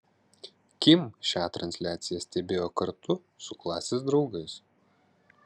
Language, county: Lithuanian, Kaunas